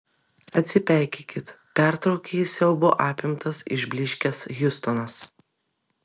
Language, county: Lithuanian, Vilnius